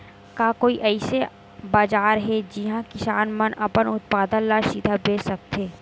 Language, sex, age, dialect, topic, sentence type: Chhattisgarhi, female, 18-24, Western/Budati/Khatahi, agriculture, statement